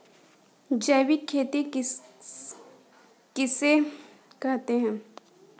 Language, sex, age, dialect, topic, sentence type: Hindi, female, 18-24, Kanauji Braj Bhasha, agriculture, question